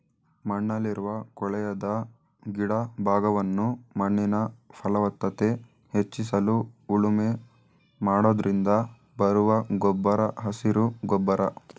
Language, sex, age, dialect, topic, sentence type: Kannada, male, 18-24, Mysore Kannada, agriculture, statement